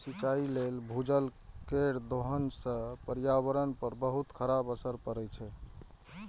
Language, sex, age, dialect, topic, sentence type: Maithili, male, 25-30, Eastern / Thethi, agriculture, statement